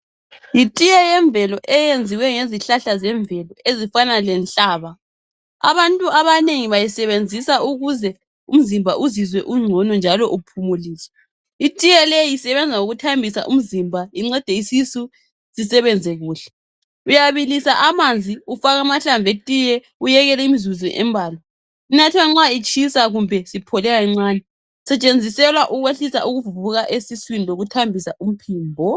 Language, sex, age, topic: North Ndebele, female, 25-35, health